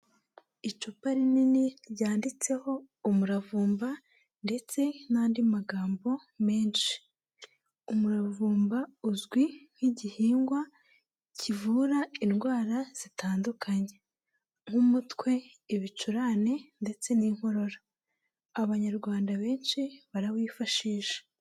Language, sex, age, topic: Kinyarwanda, female, 18-24, health